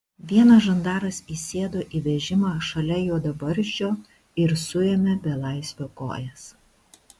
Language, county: Lithuanian, Šiauliai